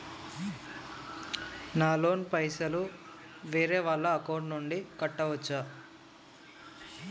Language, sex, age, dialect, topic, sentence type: Telugu, male, 18-24, Telangana, banking, question